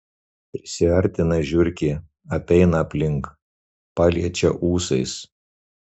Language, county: Lithuanian, Marijampolė